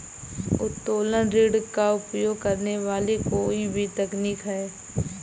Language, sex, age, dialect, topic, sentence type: Hindi, female, 18-24, Awadhi Bundeli, banking, statement